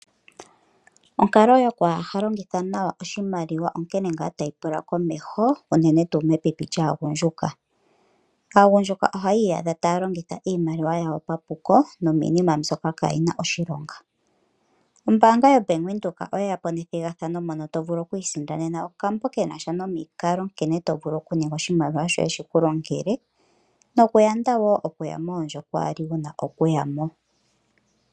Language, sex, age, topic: Oshiwambo, female, 25-35, finance